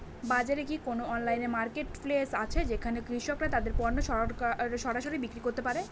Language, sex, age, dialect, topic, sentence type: Bengali, female, 18-24, Northern/Varendri, agriculture, statement